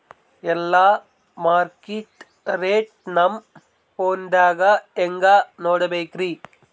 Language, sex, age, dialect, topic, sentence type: Kannada, male, 18-24, Northeastern, agriculture, question